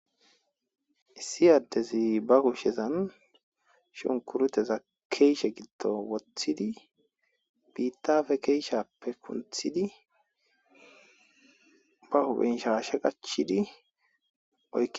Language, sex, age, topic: Gamo, female, 18-24, agriculture